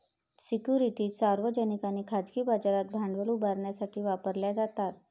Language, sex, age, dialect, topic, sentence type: Marathi, female, 51-55, Varhadi, banking, statement